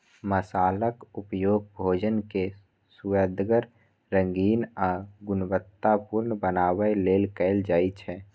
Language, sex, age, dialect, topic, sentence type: Maithili, male, 25-30, Eastern / Thethi, agriculture, statement